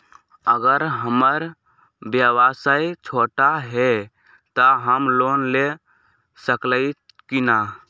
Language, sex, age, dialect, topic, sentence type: Magahi, male, 18-24, Western, banking, question